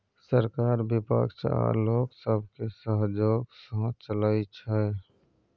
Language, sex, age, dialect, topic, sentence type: Maithili, male, 46-50, Bajjika, agriculture, statement